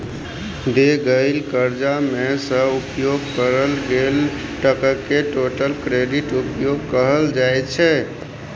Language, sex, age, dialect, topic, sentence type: Maithili, male, 25-30, Bajjika, banking, statement